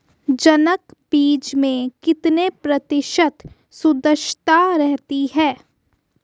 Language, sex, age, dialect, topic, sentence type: Hindi, female, 18-24, Hindustani Malvi Khadi Boli, agriculture, question